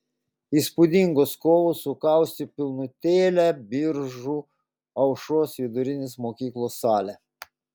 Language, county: Lithuanian, Klaipėda